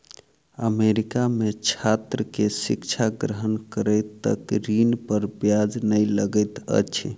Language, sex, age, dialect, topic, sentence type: Maithili, male, 36-40, Southern/Standard, banking, statement